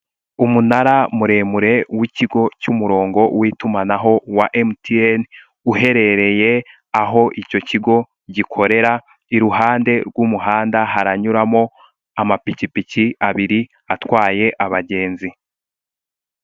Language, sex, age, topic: Kinyarwanda, male, 18-24, government